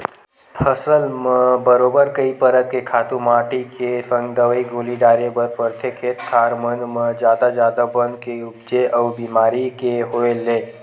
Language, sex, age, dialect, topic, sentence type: Chhattisgarhi, male, 18-24, Western/Budati/Khatahi, agriculture, statement